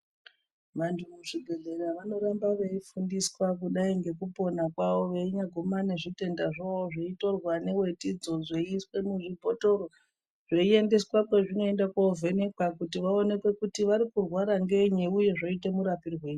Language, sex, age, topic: Ndau, male, 36-49, health